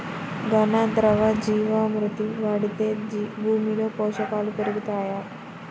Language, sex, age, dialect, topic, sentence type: Telugu, female, 25-30, Central/Coastal, agriculture, question